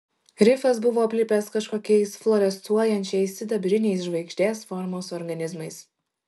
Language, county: Lithuanian, Šiauliai